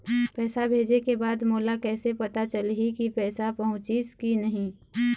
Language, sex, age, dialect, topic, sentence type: Chhattisgarhi, female, 18-24, Eastern, banking, question